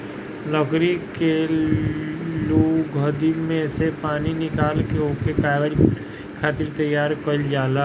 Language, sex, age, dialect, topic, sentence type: Bhojpuri, male, 25-30, Northern, agriculture, statement